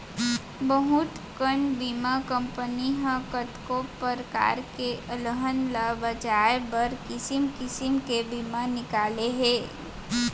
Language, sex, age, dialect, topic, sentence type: Chhattisgarhi, female, 18-24, Central, banking, statement